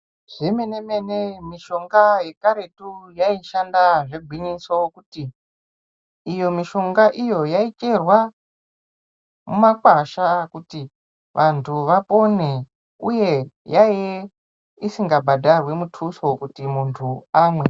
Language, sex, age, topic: Ndau, male, 18-24, health